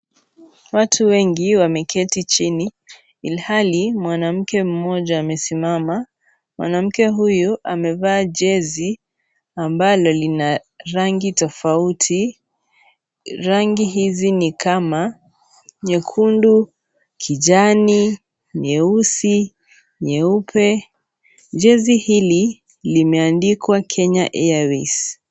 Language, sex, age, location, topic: Swahili, female, 18-24, Kisii, government